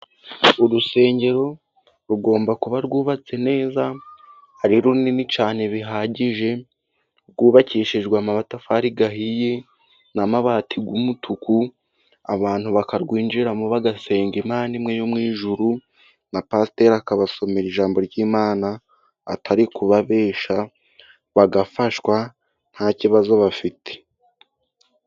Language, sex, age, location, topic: Kinyarwanda, male, 18-24, Musanze, government